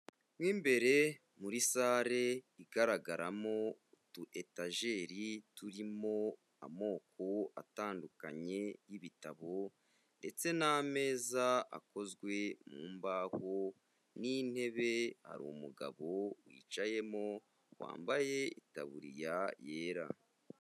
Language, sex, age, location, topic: Kinyarwanda, male, 25-35, Kigali, education